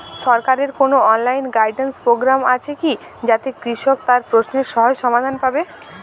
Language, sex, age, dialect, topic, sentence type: Bengali, female, 18-24, Jharkhandi, agriculture, question